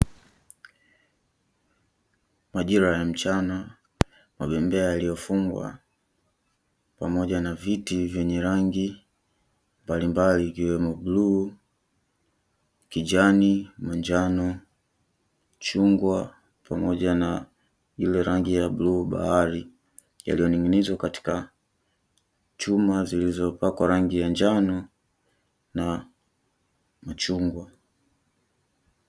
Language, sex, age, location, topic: Swahili, male, 18-24, Dar es Salaam, education